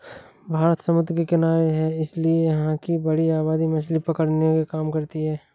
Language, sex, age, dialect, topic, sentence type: Hindi, male, 18-24, Awadhi Bundeli, agriculture, statement